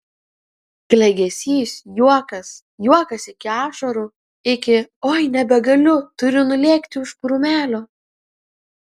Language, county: Lithuanian, Kaunas